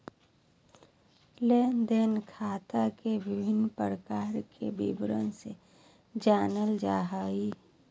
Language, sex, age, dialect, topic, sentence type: Magahi, female, 31-35, Southern, banking, statement